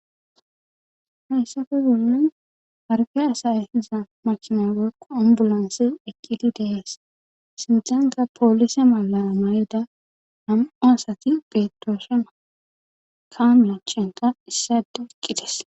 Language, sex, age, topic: Gamo, female, 25-35, government